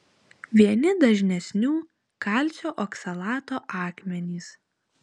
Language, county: Lithuanian, Utena